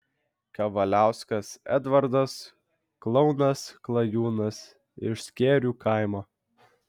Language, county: Lithuanian, Vilnius